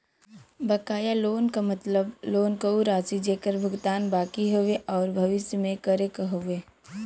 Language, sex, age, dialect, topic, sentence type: Bhojpuri, female, 18-24, Western, banking, statement